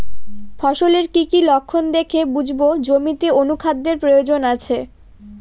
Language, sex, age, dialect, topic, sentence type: Bengali, female, 18-24, Northern/Varendri, agriculture, question